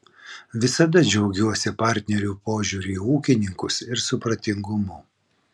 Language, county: Lithuanian, Vilnius